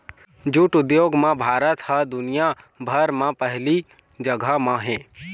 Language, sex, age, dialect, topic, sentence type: Chhattisgarhi, male, 25-30, Eastern, agriculture, statement